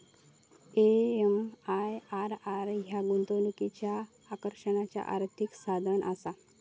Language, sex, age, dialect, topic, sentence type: Marathi, female, 18-24, Southern Konkan, banking, statement